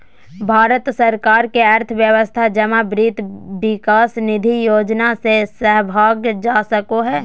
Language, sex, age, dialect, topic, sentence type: Magahi, female, 18-24, Southern, banking, statement